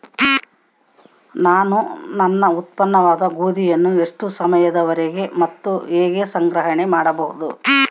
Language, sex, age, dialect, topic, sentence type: Kannada, female, 18-24, Central, agriculture, question